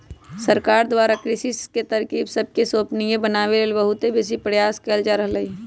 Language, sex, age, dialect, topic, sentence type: Magahi, male, 18-24, Western, agriculture, statement